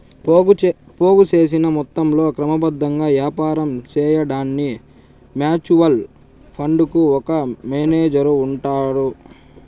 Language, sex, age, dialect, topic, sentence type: Telugu, male, 18-24, Southern, banking, statement